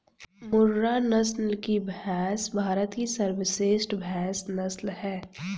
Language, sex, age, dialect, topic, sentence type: Hindi, female, 31-35, Hindustani Malvi Khadi Boli, agriculture, statement